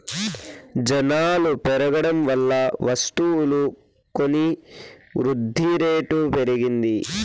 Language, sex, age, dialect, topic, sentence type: Telugu, male, 18-24, Southern, banking, statement